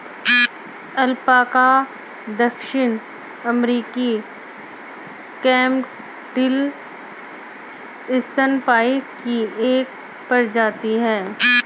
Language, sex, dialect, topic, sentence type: Hindi, female, Hindustani Malvi Khadi Boli, agriculture, statement